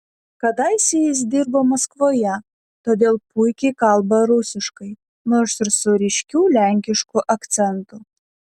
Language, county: Lithuanian, Vilnius